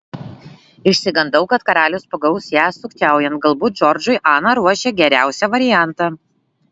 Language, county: Lithuanian, Vilnius